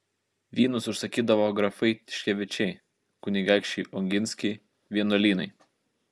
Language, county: Lithuanian, Kaunas